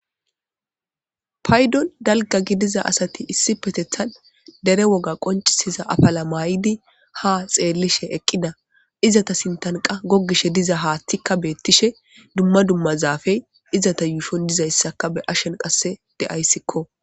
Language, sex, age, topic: Gamo, male, 18-24, government